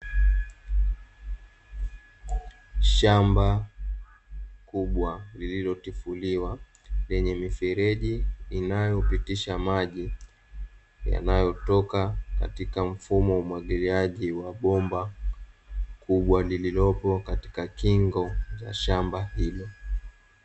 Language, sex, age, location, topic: Swahili, male, 18-24, Dar es Salaam, agriculture